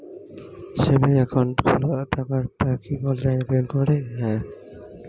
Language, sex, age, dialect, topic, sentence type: Bengali, male, 25-30, Standard Colloquial, banking, question